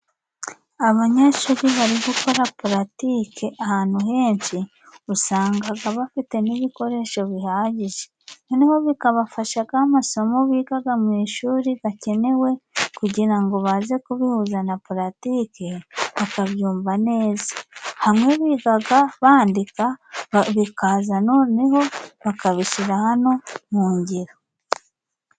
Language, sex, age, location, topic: Kinyarwanda, female, 25-35, Musanze, education